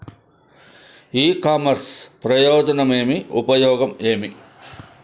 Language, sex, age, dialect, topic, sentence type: Telugu, male, 56-60, Southern, agriculture, question